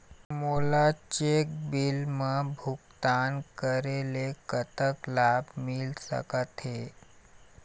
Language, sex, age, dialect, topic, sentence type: Chhattisgarhi, male, 51-55, Eastern, banking, question